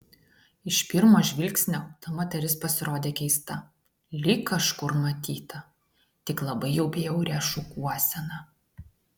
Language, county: Lithuanian, Klaipėda